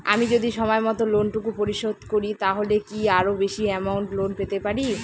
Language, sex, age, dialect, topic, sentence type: Bengali, female, 18-24, Northern/Varendri, banking, question